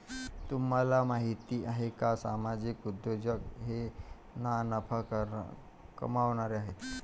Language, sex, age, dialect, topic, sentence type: Marathi, male, 25-30, Varhadi, banking, statement